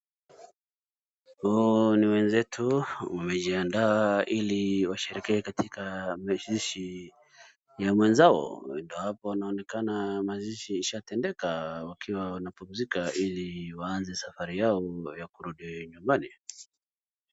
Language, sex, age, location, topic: Swahili, male, 36-49, Wajir, finance